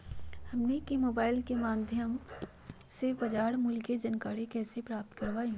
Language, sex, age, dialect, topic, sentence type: Magahi, female, 31-35, Western, agriculture, question